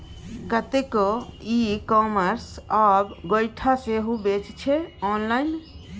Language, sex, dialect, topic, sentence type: Maithili, female, Bajjika, banking, statement